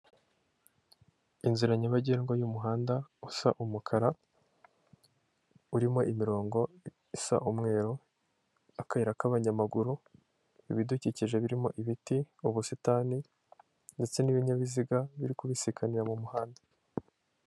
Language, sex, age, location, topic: Kinyarwanda, male, 18-24, Kigali, government